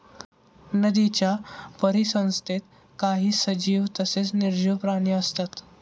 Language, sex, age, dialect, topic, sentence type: Marathi, male, 18-24, Standard Marathi, agriculture, statement